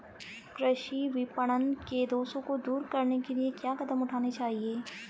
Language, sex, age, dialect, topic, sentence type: Hindi, female, 25-30, Marwari Dhudhari, agriculture, question